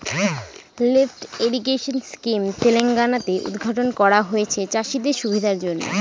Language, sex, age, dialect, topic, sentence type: Bengali, female, 18-24, Northern/Varendri, agriculture, statement